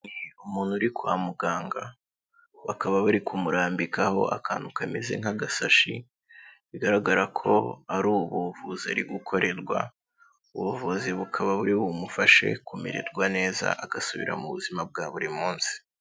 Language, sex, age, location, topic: Kinyarwanda, male, 18-24, Kigali, health